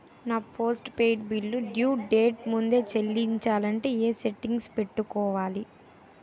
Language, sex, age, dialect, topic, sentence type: Telugu, female, 18-24, Utterandhra, banking, question